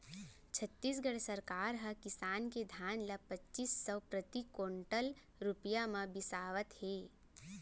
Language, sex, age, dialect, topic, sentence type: Chhattisgarhi, female, 18-24, Central, banking, statement